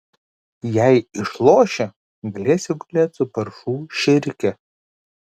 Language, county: Lithuanian, Kaunas